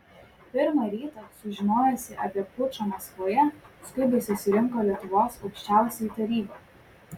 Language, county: Lithuanian, Vilnius